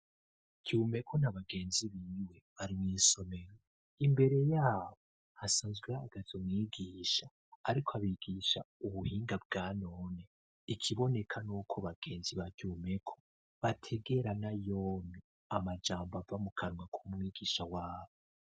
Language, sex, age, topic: Rundi, male, 25-35, education